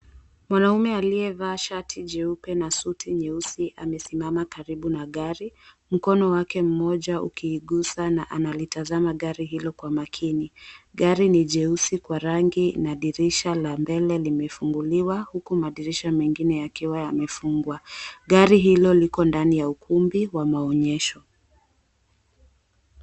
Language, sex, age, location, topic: Swahili, female, 18-24, Mombasa, finance